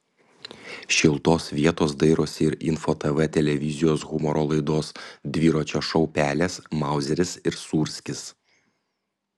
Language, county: Lithuanian, Panevėžys